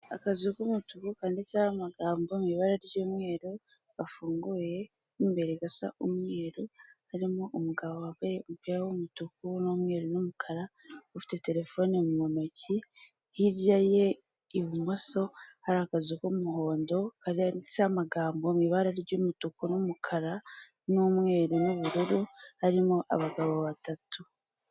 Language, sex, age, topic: Kinyarwanda, female, 18-24, finance